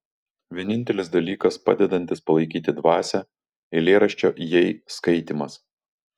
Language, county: Lithuanian, Vilnius